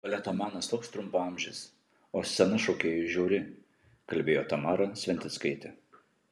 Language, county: Lithuanian, Vilnius